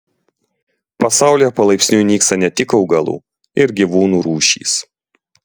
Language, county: Lithuanian, Klaipėda